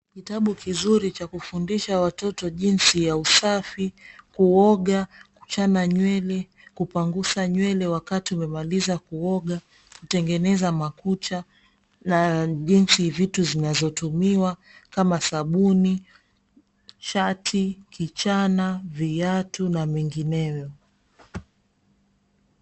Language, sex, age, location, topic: Swahili, female, 25-35, Mombasa, education